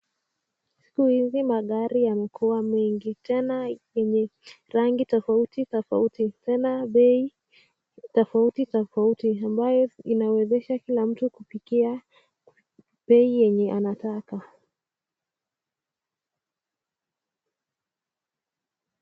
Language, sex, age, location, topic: Swahili, female, 18-24, Nakuru, finance